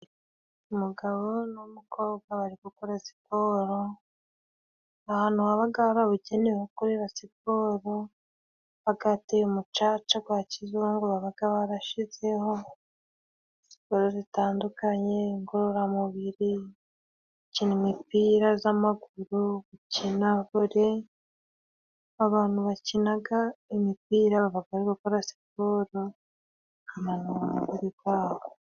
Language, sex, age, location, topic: Kinyarwanda, female, 25-35, Musanze, government